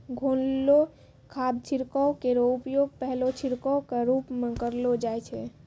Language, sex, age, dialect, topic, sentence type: Maithili, female, 56-60, Angika, agriculture, statement